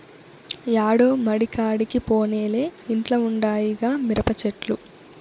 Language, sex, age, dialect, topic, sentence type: Telugu, female, 18-24, Southern, agriculture, statement